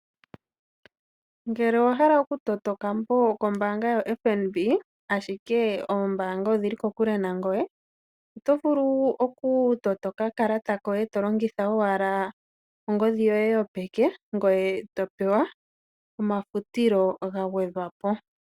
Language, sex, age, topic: Oshiwambo, female, 36-49, finance